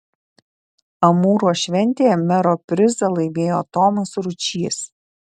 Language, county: Lithuanian, Šiauliai